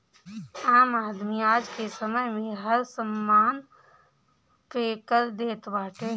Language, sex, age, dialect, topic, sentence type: Bhojpuri, female, 18-24, Northern, banking, statement